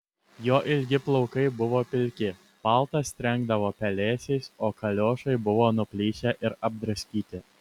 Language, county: Lithuanian, Kaunas